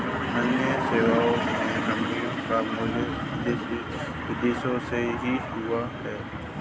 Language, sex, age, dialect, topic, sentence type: Hindi, male, 25-30, Marwari Dhudhari, banking, statement